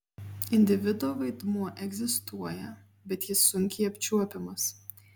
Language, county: Lithuanian, Šiauliai